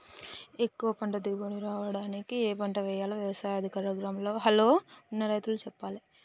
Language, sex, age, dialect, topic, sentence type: Telugu, male, 18-24, Telangana, agriculture, statement